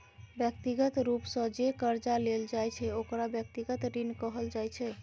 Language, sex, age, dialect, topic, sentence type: Maithili, female, 18-24, Bajjika, banking, statement